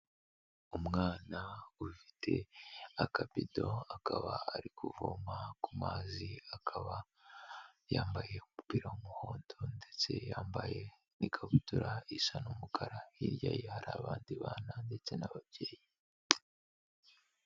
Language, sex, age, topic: Kinyarwanda, male, 18-24, health